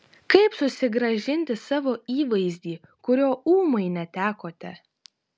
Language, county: Lithuanian, Utena